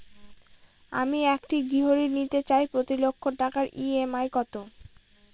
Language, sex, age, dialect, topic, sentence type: Bengali, female, 18-24, Northern/Varendri, banking, question